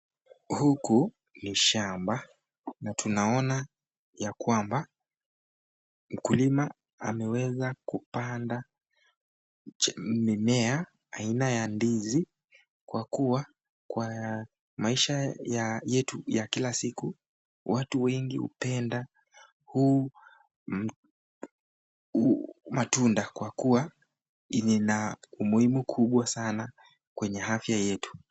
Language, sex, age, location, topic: Swahili, male, 18-24, Nakuru, agriculture